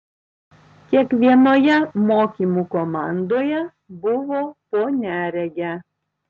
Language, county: Lithuanian, Tauragė